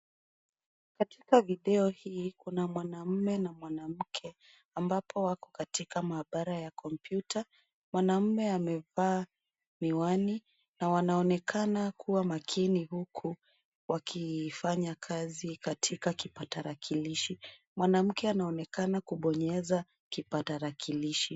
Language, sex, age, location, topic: Swahili, female, 25-35, Nairobi, education